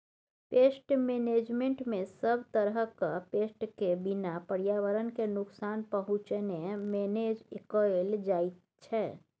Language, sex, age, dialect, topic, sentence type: Maithili, female, 25-30, Bajjika, agriculture, statement